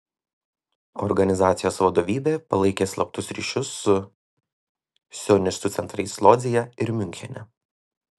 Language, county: Lithuanian, Vilnius